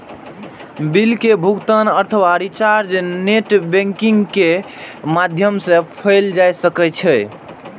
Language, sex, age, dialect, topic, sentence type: Maithili, male, 18-24, Eastern / Thethi, banking, statement